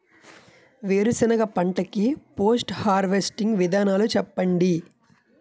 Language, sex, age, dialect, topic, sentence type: Telugu, male, 25-30, Utterandhra, agriculture, question